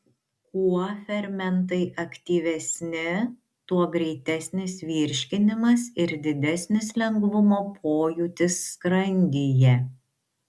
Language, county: Lithuanian, Šiauliai